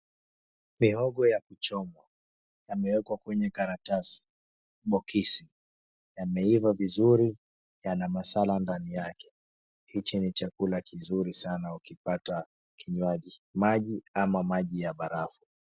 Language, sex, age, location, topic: Swahili, male, 25-35, Mombasa, agriculture